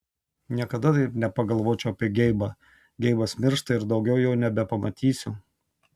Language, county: Lithuanian, Tauragė